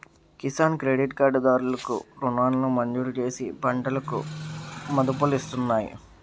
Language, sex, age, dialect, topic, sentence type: Telugu, male, 18-24, Utterandhra, agriculture, statement